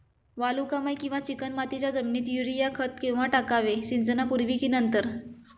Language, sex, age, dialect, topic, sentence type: Marathi, female, 25-30, Standard Marathi, agriculture, question